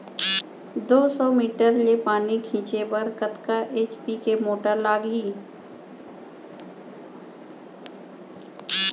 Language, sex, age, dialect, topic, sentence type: Chhattisgarhi, female, 41-45, Central, agriculture, question